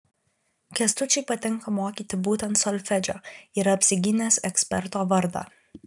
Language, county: Lithuanian, Alytus